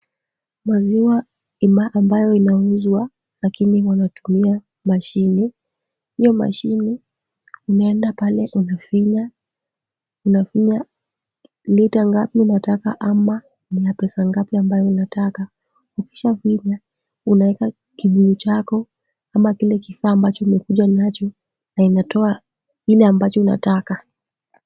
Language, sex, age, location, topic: Swahili, female, 18-24, Kisumu, agriculture